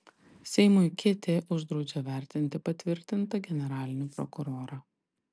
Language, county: Lithuanian, Panevėžys